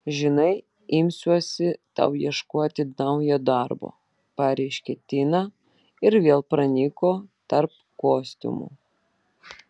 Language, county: Lithuanian, Vilnius